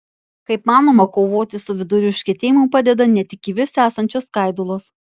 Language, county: Lithuanian, Šiauliai